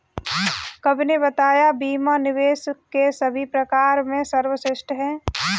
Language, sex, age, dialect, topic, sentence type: Hindi, female, 25-30, Kanauji Braj Bhasha, banking, statement